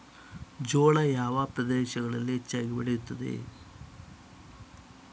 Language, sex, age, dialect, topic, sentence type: Kannada, male, 18-24, Coastal/Dakshin, agriculture, question